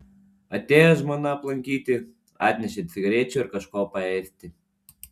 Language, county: Lithuanian, Panevėžys